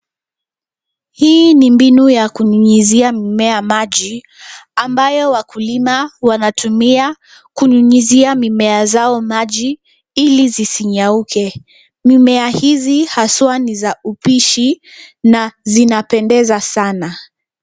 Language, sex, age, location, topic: Swahili, female, 25-35, Nairobi, agriculture